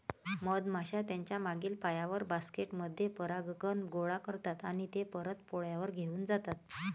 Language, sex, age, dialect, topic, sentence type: Marathi, female, 36-40, Varhadi, agriculture, statement